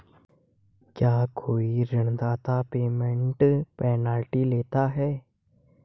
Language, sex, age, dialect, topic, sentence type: Hindi, male, 18-24, Hindustani Malvi Khadi Boli, banking, question